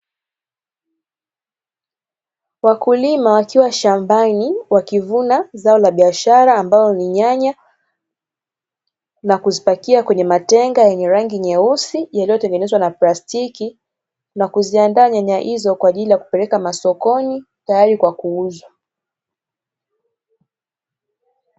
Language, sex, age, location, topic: Swahili, female, 18-24, Dar es Salaam, agriculture